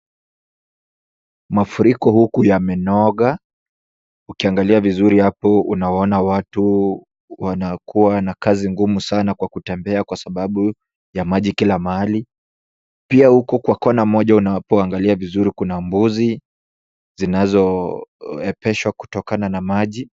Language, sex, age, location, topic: Swahili, male, 18-24, Kisumu, health